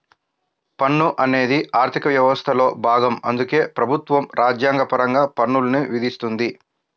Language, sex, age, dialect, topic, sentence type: Telugu, male, 56-60, Central/Coastal, banking, statement